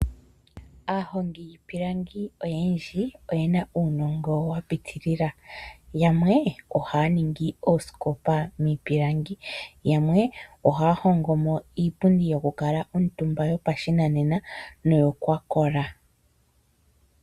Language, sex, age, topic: Oshiwambo, female, 25-35, finance